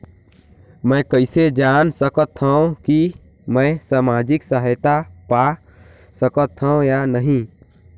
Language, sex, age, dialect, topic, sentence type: Chhattisgarhi, male, 18-24, Northern/Bhandar, banking, question